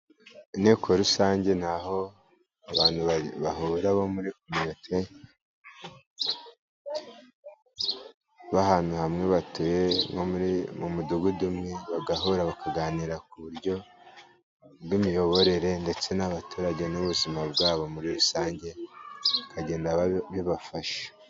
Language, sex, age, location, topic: Kinyarwanda, male, 18-24, Musanze, government